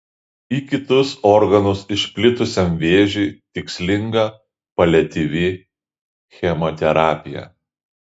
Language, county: Lithuanian, Šiauliai